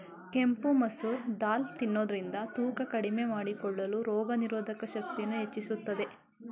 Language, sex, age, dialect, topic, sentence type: Kannada, male, 31-35, Mysore Kannada, agriculture, statement